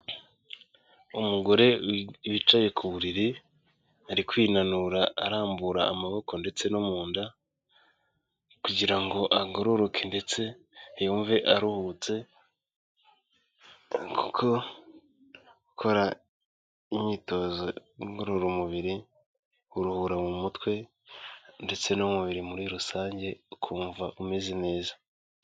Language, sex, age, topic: Kinyarwanda, male, 25-35, health